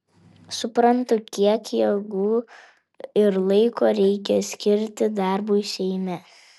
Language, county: Lithuanian, Vilnius